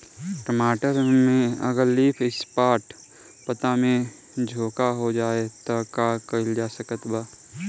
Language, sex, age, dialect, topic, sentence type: Bhojpuri, male, 18-24, Southern / Standard, agriculture, question